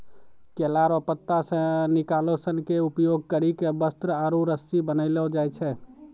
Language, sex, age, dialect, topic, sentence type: Maithili, male, 36-40, Angika, agriculture, statement